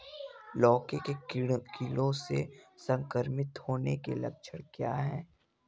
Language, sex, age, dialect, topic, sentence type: Hindi, male, 60-100, Kanauji Braj Bhasha, agriculture, question